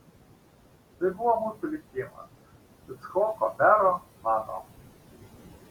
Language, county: Lithuanian, Šiauliai